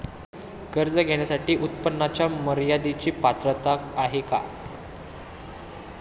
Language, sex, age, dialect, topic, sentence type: Marathi, male, 18-24, Standard Marathi, banking, question